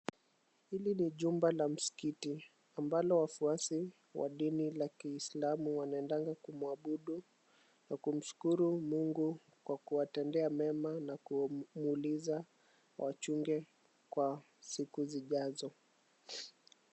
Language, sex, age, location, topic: Swahili, male, 25-35, Mombasa, government